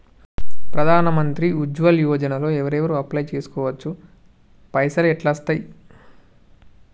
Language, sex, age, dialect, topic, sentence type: Telugu, male, 18-24, Telangana, banking, question